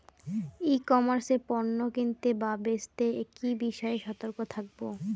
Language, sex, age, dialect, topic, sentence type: Bengali, female, 18-24, Rajbangshi, agriculture, question